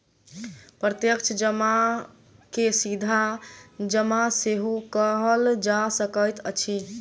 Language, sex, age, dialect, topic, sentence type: Maithili, female, 18-24, Southern/Standard, banking, statement